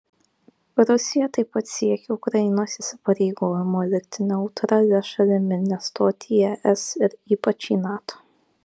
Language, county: Lithuanian, Kaunas